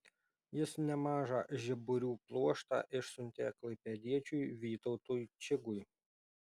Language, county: Lithuanian, Alytus